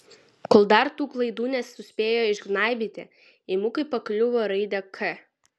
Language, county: Lithuanian, Vilnius